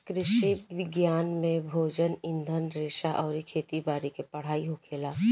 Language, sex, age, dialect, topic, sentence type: Bhojpuri, female, 18-24, Southern / Standard, agriculture, statement